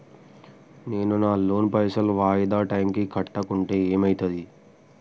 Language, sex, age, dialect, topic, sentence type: Telugu, male, 18-24, Telangana, banking, question